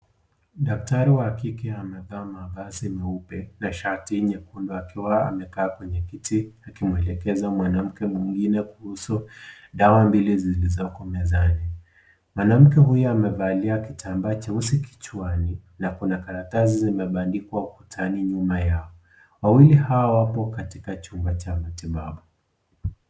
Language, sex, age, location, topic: Swahili, male, 18-24, Kisii, health